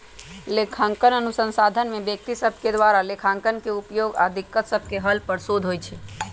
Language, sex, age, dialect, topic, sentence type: Magahi, female, 41-45, Western, banking, statement